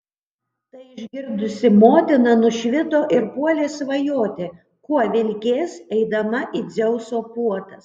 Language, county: Lithuanian, Panevėžys